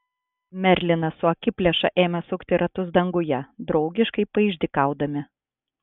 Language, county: Lithuanian, Klaipėda